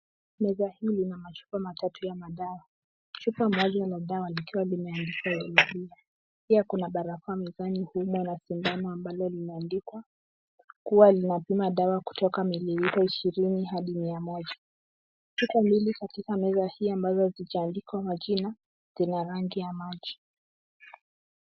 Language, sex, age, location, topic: Swahili, female, 18-24, Kisumu, health